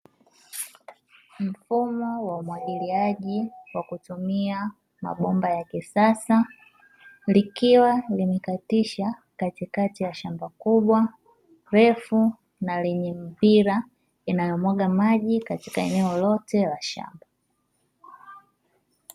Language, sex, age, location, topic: Swahili, male, 18-24, Dar es Salaam, agriculture